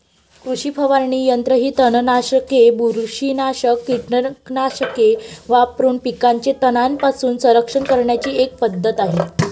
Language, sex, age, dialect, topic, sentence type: Marathi, female, 41-45, Varhadi, agriculture, statement